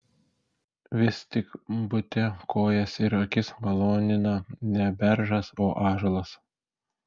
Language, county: Lithuanian, Šiauliai